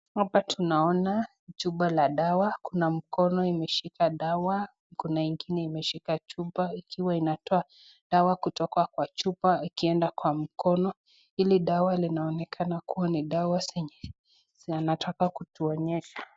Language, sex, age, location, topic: Swahili, female, 18-24, Nakuru, health